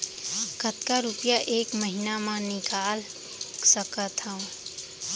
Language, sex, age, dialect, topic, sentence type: Chhattisgarhi, female, 18-24, Central, banking, question